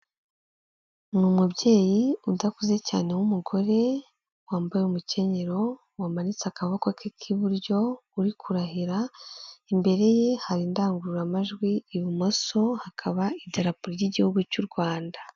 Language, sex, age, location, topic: Kinyarwanda, female, 18-24, Kigali, government